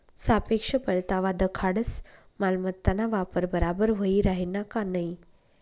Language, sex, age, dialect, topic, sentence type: Marathi, female, 25-30, Northern Konkan, banking, statement